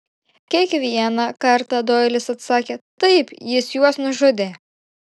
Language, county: Lithuanian, Šiauliai